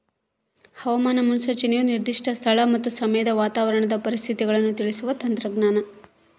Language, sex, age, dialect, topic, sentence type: Kannada, female, 51-55, Central, agriculture, statement